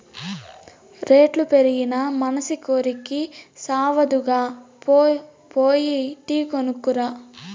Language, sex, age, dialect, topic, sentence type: Telugu, male, 18-24, Southern, agriculture, statement